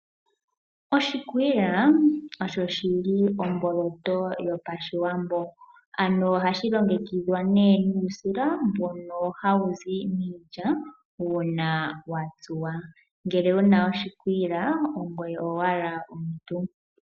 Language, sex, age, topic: Oshiwambo, male, 18-24, agriculture